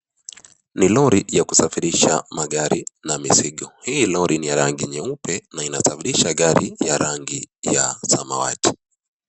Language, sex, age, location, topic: Swahili, male, 25-35, Nakuru, finance